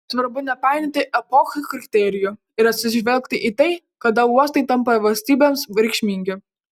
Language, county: Lithuanian, Panevėžys